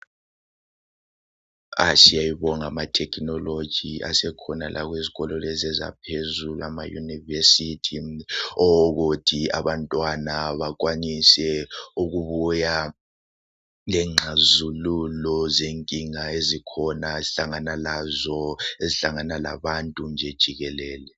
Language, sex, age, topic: North Ndebele, male, 18-24, health